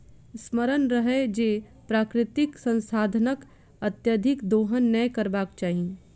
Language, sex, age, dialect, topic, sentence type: Maithili, female, 25-30, Southern/Standard, agriculture, statement